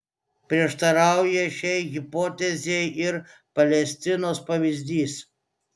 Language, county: Lithuanian, Klaipėda